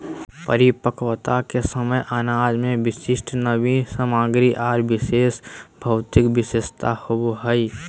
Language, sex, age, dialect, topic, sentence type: Magahi, male, 18-24, Southern, agriculture, statement